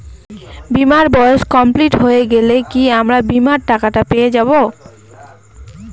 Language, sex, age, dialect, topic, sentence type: Bengali, female, 18-24, Northern/Varendri, banking, question